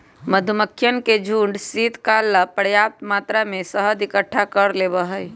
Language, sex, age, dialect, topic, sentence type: Magahi, female, 31-35, Western, agriculture, statement